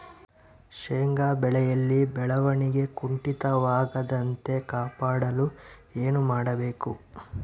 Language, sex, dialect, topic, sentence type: Kannada, male, Central, agriculture, question